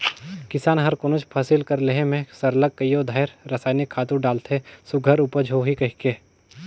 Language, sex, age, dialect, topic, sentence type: Chhattisgarhi, male, 18-24, Northern/Bhandar, agriculture, statement